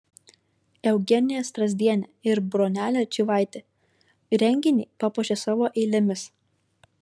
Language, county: Lithuanian, Kaunas